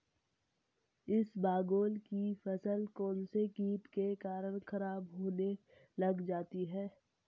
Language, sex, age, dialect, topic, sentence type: Hindi, male, 18-24, Marwari Dhudhari, agriculture, question